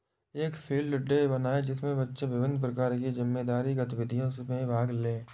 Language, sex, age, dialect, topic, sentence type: Hindi, male, 18-24, Awadhi Bundeli, agriculture, statement